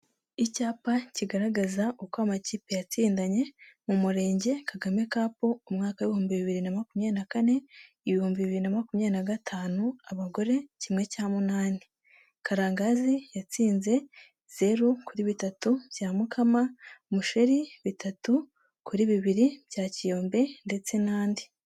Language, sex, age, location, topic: Kinyarwanda, female, 18-24, Nyagatare, government